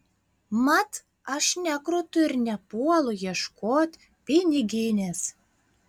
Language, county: Lithuanian, Klaipėda